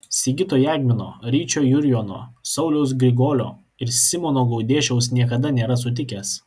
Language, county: Lithuanian, Klaipėda